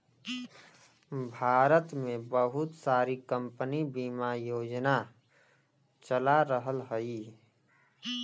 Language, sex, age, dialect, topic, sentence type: Bhojpuri, male, 18-24, Western, banking, statement